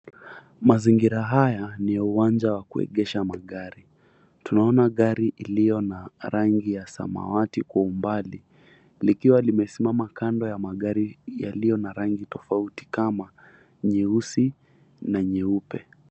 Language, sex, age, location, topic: Swahili, female, 50+, Mombasa, finance